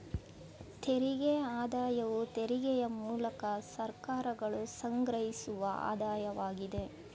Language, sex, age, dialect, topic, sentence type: Kannada, female, 41-45, Mysore Kannada, banking, statement